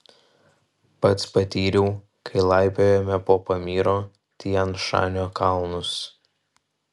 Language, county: Lithuanian, Vilnius